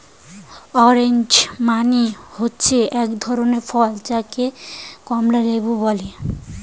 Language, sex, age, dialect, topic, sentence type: Bengali, male, 25-30, Standard Colloquial, agriculture, statement